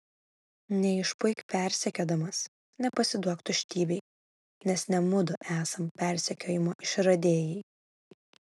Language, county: Lithuanian, Vilnius